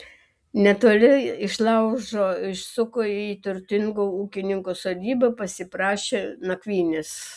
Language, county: Lithuanian, Vilnius